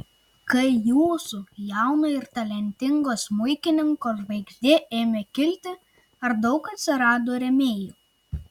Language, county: Lithuanian, Klaipėda